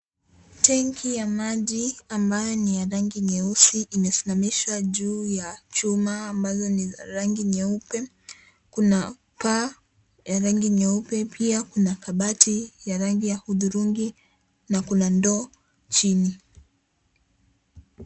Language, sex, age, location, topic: Swahili, female, 18-24, Kisii, government